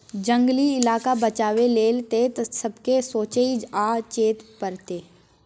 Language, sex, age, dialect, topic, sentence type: Maithili, female, 18-24, Bajjika, agriculture, statement